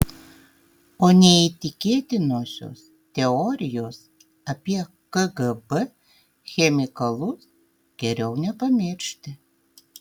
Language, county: Lithuanian, Tauragė